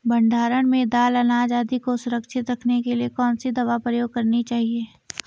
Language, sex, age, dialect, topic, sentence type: Hindi, female, 18-24, Garhwali, agriculture, question